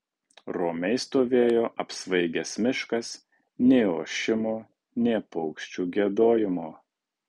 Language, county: Lithuanian, Kaunas